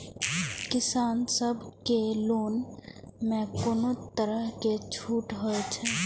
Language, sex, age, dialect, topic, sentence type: Maithili, female, 18-24, Eastern / Thethi, agriculture, question